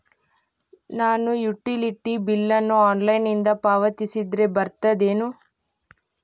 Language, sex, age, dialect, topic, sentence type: Kannada, female, 18-24, Dharwad Kannada, banking, question